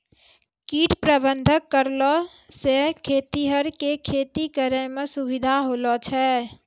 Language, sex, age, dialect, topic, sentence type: Maithili, female, 18-24, Angika, agriculture, statement